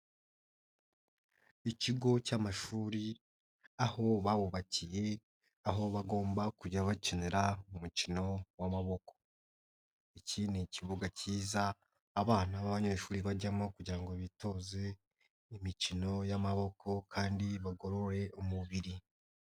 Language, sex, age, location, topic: Kinyarwanda, male, 25-35, Nyagatare, education